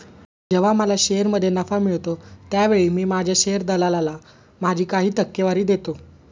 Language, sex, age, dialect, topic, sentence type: Marathi, male, 18-24, Standard Marathi, banking, statement